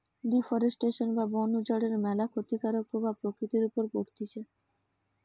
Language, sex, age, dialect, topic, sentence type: Bengali, female, 18-24, Western, agriculture, statement